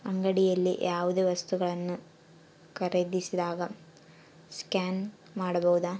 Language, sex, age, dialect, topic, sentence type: Kannada, female, 18-24, Central, banking, question